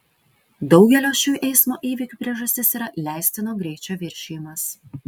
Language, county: Lithuanian, Vilnius